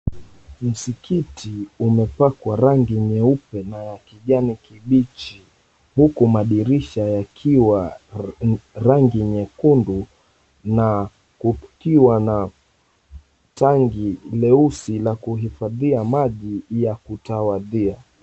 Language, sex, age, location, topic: Swahili, male, 25-35, Mombasa, government